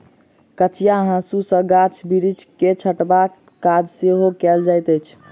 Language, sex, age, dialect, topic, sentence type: Maithili, male, 46-50, Southern/Standard, agriculture, statement